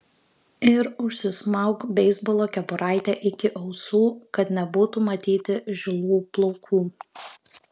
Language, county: Lithuanian, Kaunas